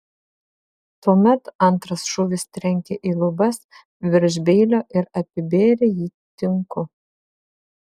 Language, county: Lithuanian, Vilnius